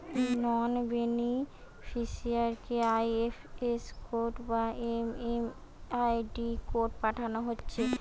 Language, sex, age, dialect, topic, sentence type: Bengali, female, 18-24, Western, banking, statement